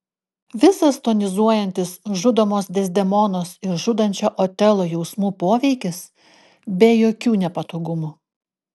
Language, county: Lithuanian, Klaipėda